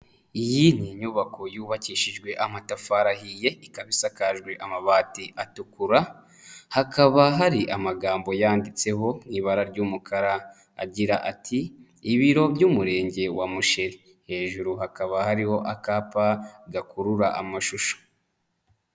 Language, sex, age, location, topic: Kinyarwanda, male, 25-35, Nyagatare, government